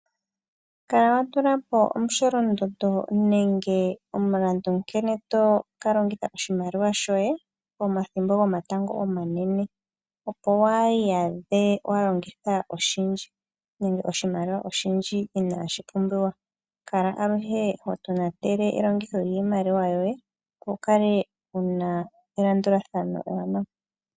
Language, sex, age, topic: Oshiwambo, female, 36-49, finance